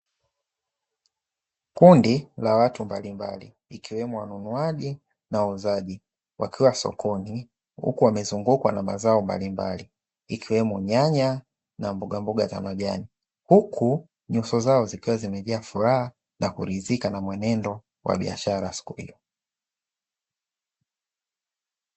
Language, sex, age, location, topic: Swahili, male, 25-35, Dar es Salaam, finance